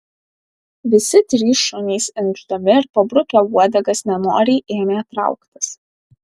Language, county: Lithuanian, Alytus